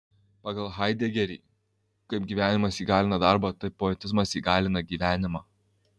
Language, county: Lithuanian, Kaunas